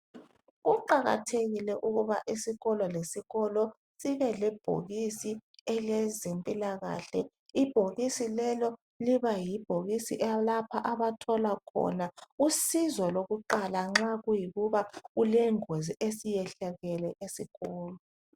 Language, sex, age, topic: North Ndebele, female, 36-49, health